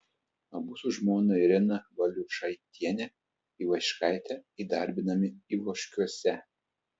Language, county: Lithuanian, Telšiai